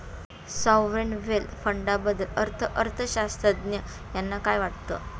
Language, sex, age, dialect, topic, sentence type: Marathi, female, 41-45, Standard Marathi, banking, statement